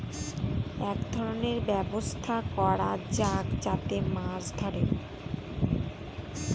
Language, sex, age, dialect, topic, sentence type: Bengali, female, 25-30, Northern/Varendri, agriculture, statement